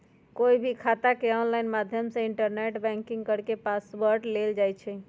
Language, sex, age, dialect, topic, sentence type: Magahi, female, 51-55, Western, banking, statement